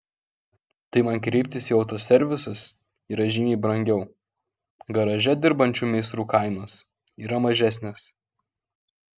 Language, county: Lithuanian, Kaunas